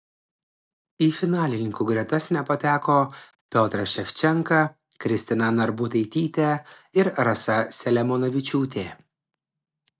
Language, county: Lithuanian, Klaipėda